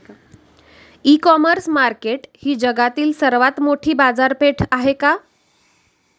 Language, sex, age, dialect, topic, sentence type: Marathi, female, 36-40, Standard Marathi, agriculture, question